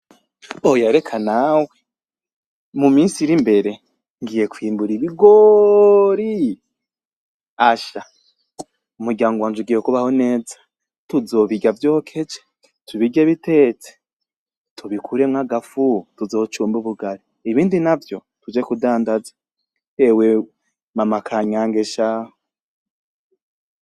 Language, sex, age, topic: Rundi, male, 25-35, agriculture